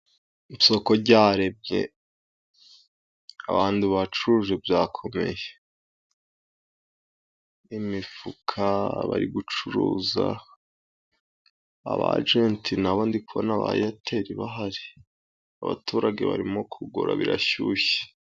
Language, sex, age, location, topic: Kinyarwanda, female, 18-24, Musanze, finance